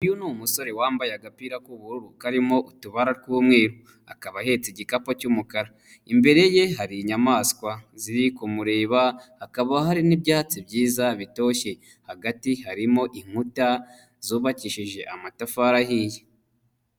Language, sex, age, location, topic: Kinyarwanda, male, 25-35, Nyagatare, agriculture